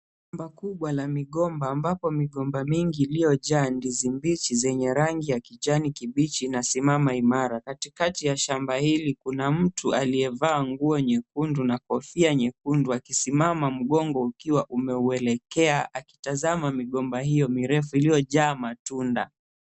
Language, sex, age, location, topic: Swahili, male, 25-35, Mombasa, agriculture